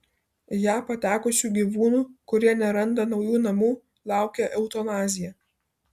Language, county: Lithuanian, Vilnius